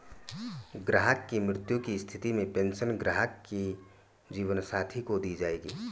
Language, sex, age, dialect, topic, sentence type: Hindi, male, 31-35, Garhwali, banking, statement